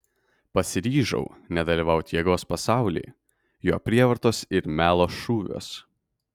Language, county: Lithuanian, Kaunas